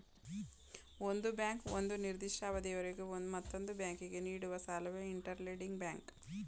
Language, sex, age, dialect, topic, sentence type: Kannada, female, 18-24, Mysore Kannada, banking, statement